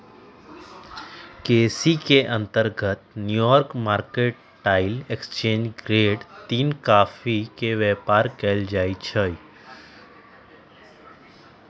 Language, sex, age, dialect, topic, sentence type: Magahi, male, 25-30, Western, agriculture, statement